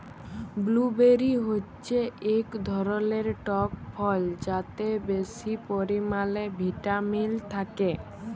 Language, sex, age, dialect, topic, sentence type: Bengali, female, 18-24, Jharkhandi, agriculture, statement